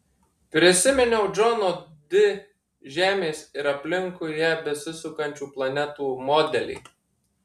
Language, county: Lithuanian, Marijampolė